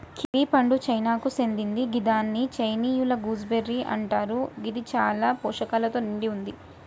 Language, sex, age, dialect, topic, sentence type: Telugu, male, 18-24, Telangana, agriculture, statement